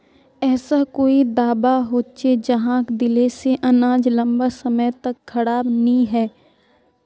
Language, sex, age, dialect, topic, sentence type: Magahi, female, 36-40, Northeastern/Surjapuri, agriculture, question